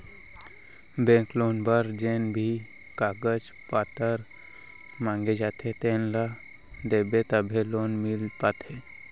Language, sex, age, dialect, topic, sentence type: Chhattisgarhi, male, 18-24, Central, banking, statement